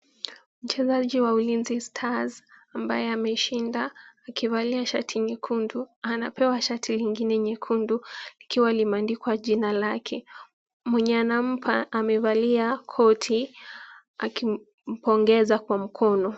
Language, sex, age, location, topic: Swahili, female, 18-24, Kisumu, government